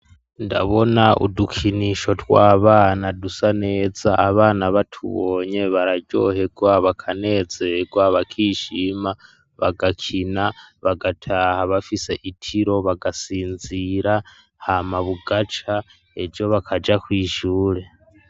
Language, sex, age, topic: Rundi, male, 18-24, education